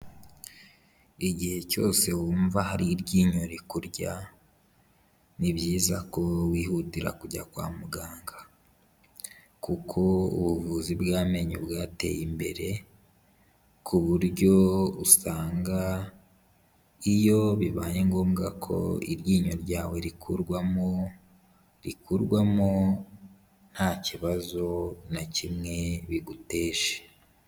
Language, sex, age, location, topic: Kinyarwanda, male, 18-24, Kigali, health